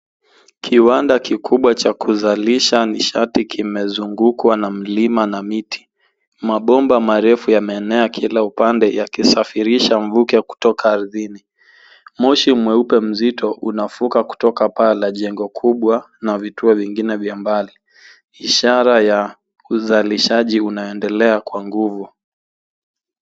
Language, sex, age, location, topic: Swahili, male, 18-24, Nairobi, government